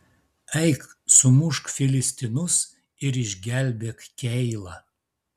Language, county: Lithuanian, Klaipėda